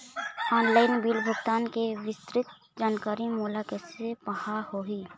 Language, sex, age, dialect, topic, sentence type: Chhattisgarhi, female, 25-30, Eastern, banking, question